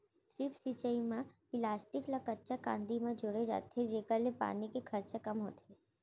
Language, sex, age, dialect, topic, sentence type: Chhattisgarhi, female, 36-40, Central, agriculture, statement